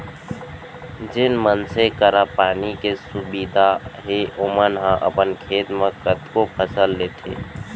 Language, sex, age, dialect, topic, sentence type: Chhattisgarhi, male, 31-35, Central, agriculture, statement